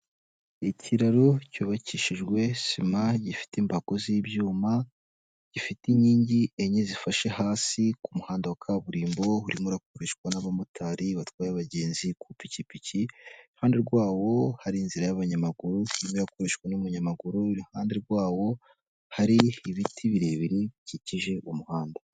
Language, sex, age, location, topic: Kinyarwanda, male, 18-24, Kigali, government